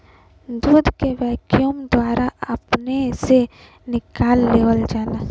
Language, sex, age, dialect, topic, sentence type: Bhojpuri, female, 25-30, Western, agriculture, statement